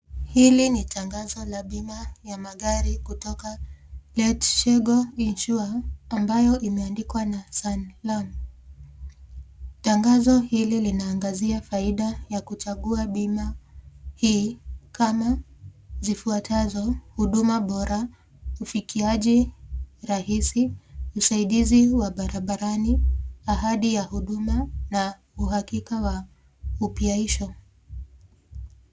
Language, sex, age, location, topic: Swahili, female, 25-35, Nakuru, finance